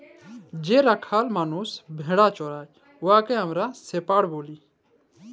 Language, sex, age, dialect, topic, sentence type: Bengali, male, 25-30, Jharkhandi, agriculture, statement